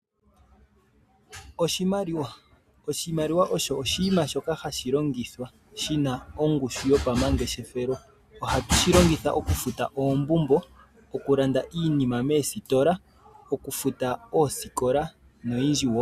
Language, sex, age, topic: Oshiwambo, male, 25-35, finance